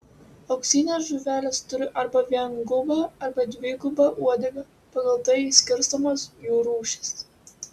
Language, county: Lithuanian, Utena